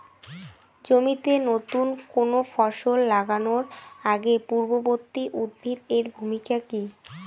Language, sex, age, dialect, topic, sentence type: Bengali, female, 18-24, Rajbangshi, agriculture, question